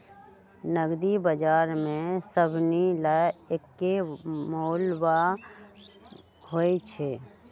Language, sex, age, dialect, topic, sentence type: Magahi, female, 31-35, Western, banking, statement